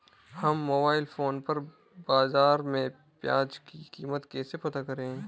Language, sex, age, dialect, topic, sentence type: Hindi, male, 18-24, Marwari Dhudhari, agriculture, question